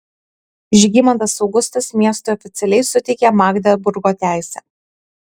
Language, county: Lithuanian, Kaunas